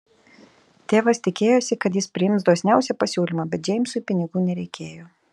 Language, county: Lithuanian, Telšiai